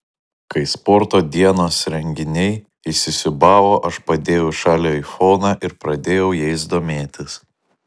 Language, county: Lithuanian, Kaunas